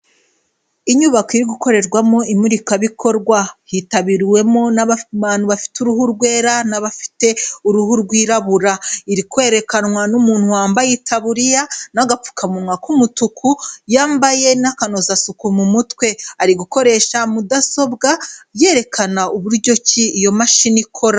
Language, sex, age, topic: Kinyarwanda, female, 25-35, health